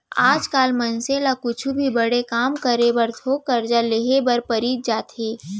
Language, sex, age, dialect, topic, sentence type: Chhattisgarhi, female, 18-24, Central, banking, statement